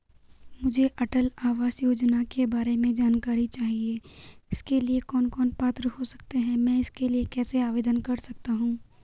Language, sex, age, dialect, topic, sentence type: Hindi, female, 41-45, Garhwali, banking, question